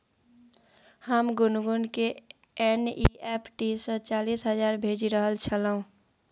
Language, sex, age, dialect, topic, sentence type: Maithili, male, 36-40, Bajjika, banking, statement